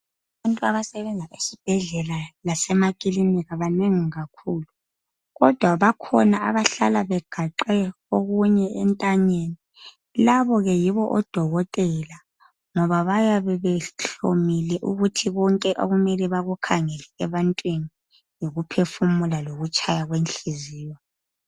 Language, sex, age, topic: North Ndebele, female, 25-35, health